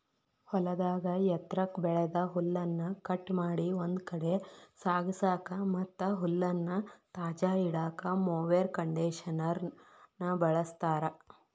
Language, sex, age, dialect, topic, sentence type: Kannada, female, 18-24, Dharwad Kannada, agriculture, statement